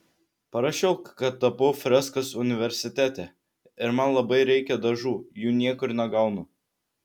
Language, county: Lithuanian, Vilnius